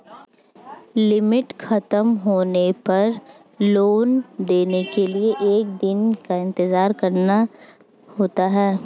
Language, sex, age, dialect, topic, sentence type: Hindi, female, 25-30, Hindustani Malvi Khadi Boli, banking, statement